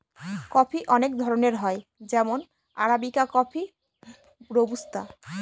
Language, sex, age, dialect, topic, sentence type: Bengali, female, 18-24, Northern/Varendri, agriculture, statement